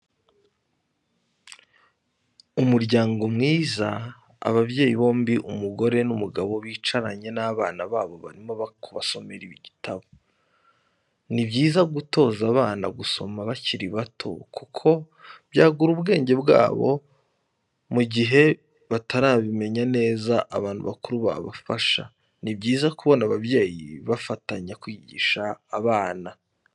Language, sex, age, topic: Kinyarwanda, male, 25-35, education